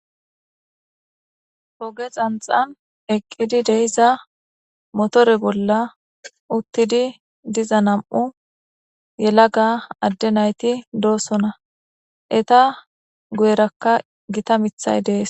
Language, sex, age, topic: Gamo, female, 18-24, government